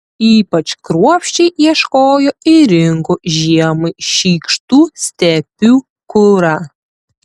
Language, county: Lithuanian, Tauragė